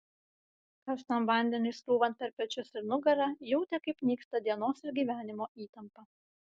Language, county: Lithuanian, Vilnius